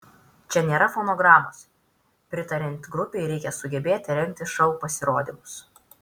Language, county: Lithuanian, Vilnius